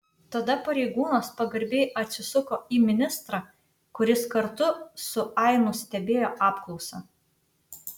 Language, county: Lithuanian, Utena